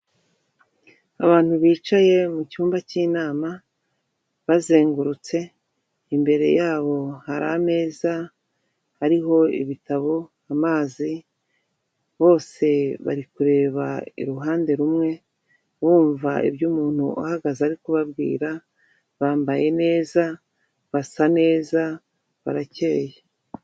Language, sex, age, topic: Kinyarwanda, female, 36-49, government